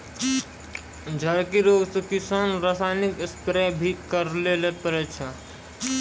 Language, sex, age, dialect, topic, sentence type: Maithili, male, 18-24, Angika, agriculture, statement